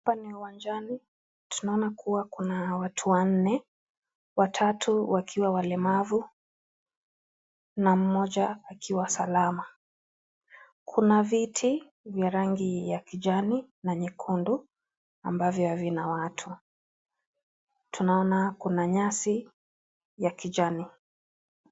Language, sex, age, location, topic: Swahili, female, 25-35, Kisii, education